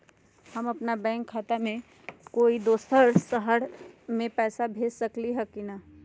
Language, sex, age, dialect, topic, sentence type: Magahi, female, 51-55, Western, banking, question